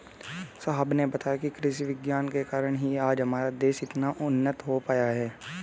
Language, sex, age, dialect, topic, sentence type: Hindi, male, 18-24, Hindustani Malvi Khadi Boli, agriculture, statement